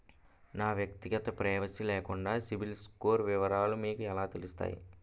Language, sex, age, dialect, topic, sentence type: Telugu, male, 18-24, Utterandhra, banking, question